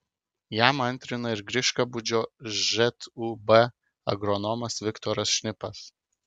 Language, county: Lithuanian, Kaunas